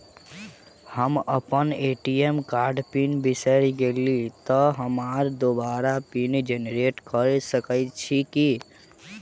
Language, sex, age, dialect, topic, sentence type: Maithili, male, 18-24, Southern/Standard, banking, question